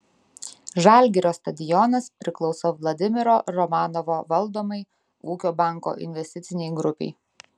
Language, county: Lithuanian, Vilnius